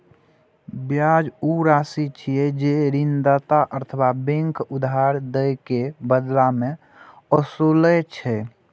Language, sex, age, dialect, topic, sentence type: Maithili, male, 18-24, Eastern / Thethi, banking, statement